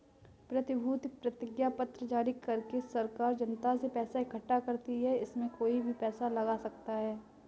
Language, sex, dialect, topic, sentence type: Hindi, female, Kanauji Braj Bhasha, banking, statement